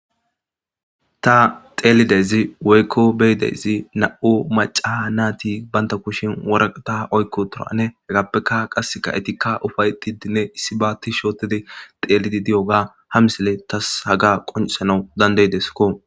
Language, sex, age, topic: Gamo, female, 18-24, government